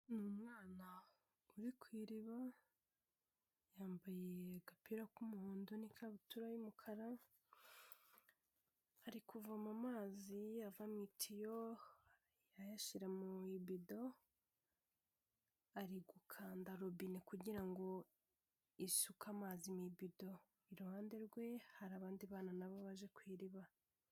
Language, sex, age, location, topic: Kinyarwanda, female, 18-24, Kigali, health